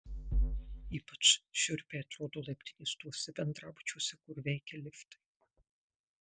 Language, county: Lithuanian, Marijampolė